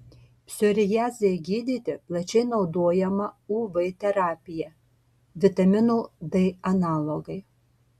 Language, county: Lithuanian, Marijampolė